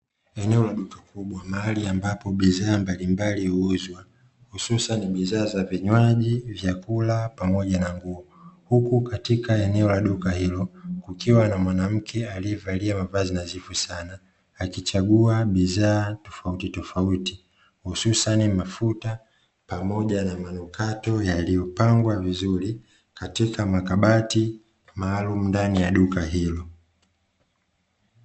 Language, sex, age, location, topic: Swahili, male, 25-35, Dar es Salaam, finance